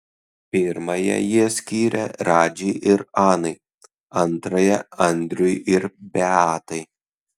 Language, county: Lithuanian, Kaunas